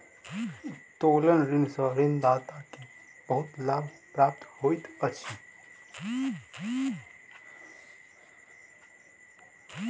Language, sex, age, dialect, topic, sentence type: Maithili, male, 18-24, Southern/Standard, banking, statement